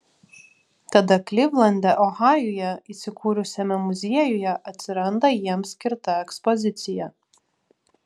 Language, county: Lithuanian, Vilnius